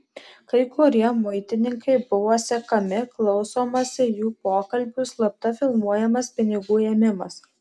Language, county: Lithuanian, Alytus